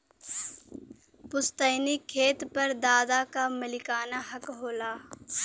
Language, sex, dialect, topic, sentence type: Bhojpuri, female, Western, agriculture, statement